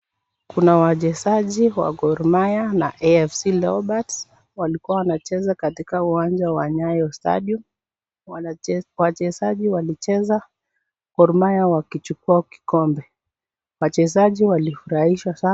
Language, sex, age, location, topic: Swahili, female, 36-49, Nakuru, government